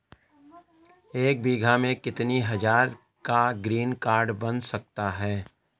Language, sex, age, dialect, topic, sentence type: Hindi, male, 18-24, Awadhi Bundeli, agriculture, question